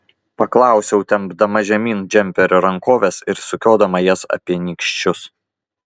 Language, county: Lithuanian, Klaipėda